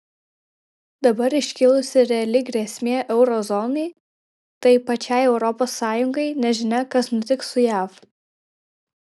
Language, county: Lithuanian, Vilnius